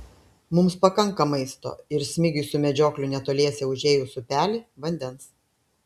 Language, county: Lithuanian, Klaipėda